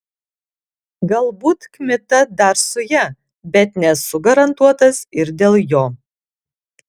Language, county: Lithuanian, Alytus